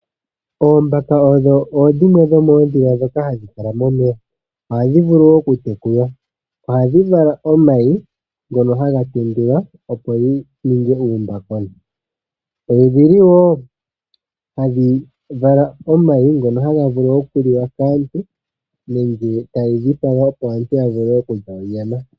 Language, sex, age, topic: Oshiwambo, male, 25-35, agriculture